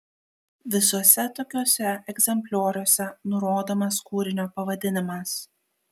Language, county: Lithuanian, Kaunas